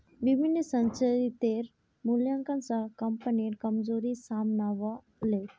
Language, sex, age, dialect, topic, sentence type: Magahi, male, 41-45, Northeastern/Surjapuri, banking, statement